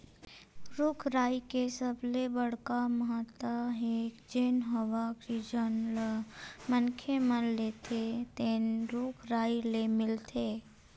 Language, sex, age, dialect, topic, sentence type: Chhattisgarhi, female, 25-30, Western/Budati/Khatahi, agriculture, statement